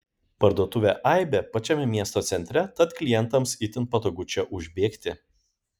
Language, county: Lithuanian, Kaunas